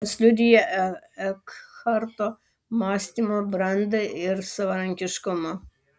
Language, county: Lithuanian, Vilnius